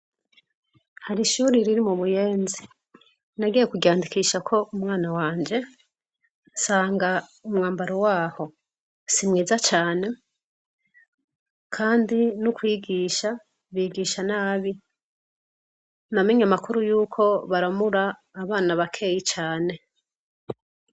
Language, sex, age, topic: Rundi, female, 25-35, education